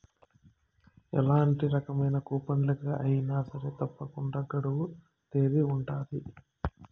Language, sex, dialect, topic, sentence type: Telugu, male, Southern, banking, statement